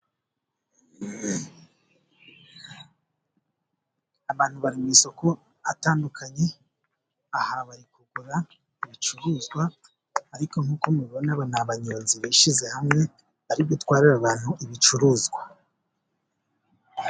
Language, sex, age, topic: Kinyarwanda, male, 25-35, government